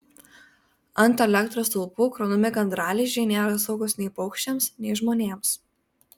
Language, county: Lithuanian, Vilnius